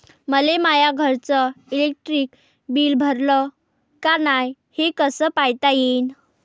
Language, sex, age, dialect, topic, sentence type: Marathi, female, 18-24, Varhadi, banking, question